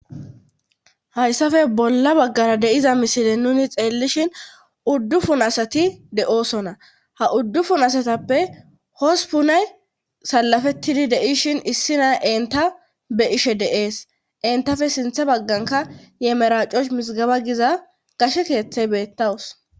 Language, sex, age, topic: Gamo, female, 25-35, government